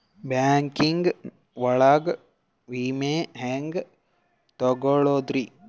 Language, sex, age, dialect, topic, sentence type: Kannada, male, 18-24, Northeastern, banking, question